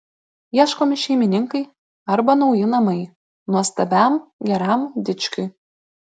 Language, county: Lithuanian, Klaipėda